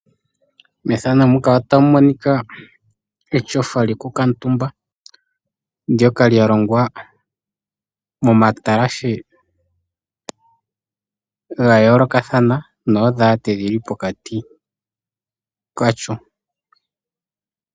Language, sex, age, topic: Oshiwambo, male, 18-24, finance